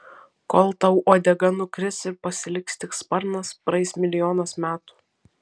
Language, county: Lithuanian, Vilnius